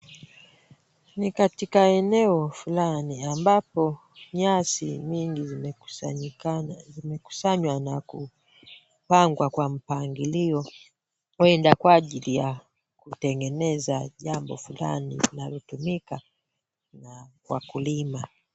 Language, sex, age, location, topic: Swahili, female, 25-35, Kisumu, agriculture